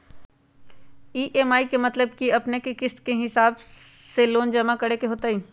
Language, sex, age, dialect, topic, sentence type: Magahi, female, 56-60, Western, banking, question